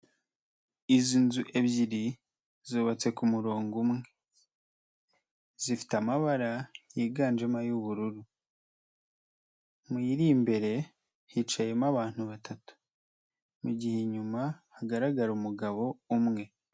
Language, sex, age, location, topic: Kinyarwanda, male, 25-35, Nyagatare, health